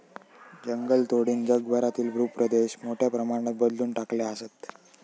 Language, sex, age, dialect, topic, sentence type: Marathi, male, 18-24, Southern Konkan, agriculture, statement